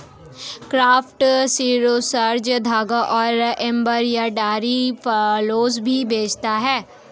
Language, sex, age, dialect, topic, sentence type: Hindi, female, 18-24, Hindustani Malvi Khadi Boli, agriculture, statement